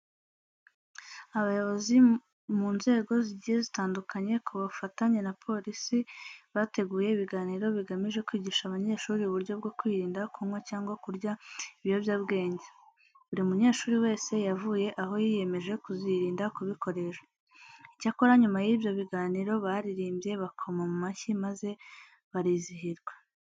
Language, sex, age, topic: Kinyarwanda, female, 18-24, education